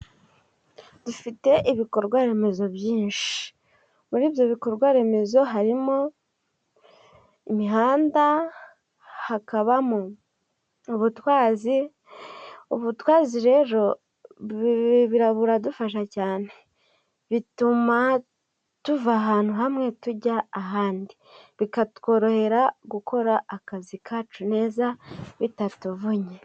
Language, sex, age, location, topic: Kinyarwanda, female, 18-24, Musanze, government